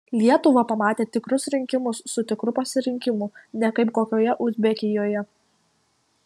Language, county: Lithuanian, Kaunas